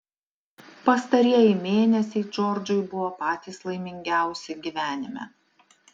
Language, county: Lithuanian, Alytus